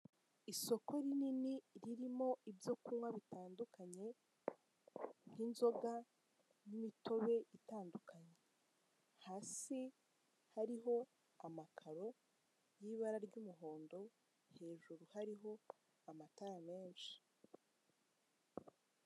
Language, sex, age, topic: Kinyarwanda, female, 18-24, finance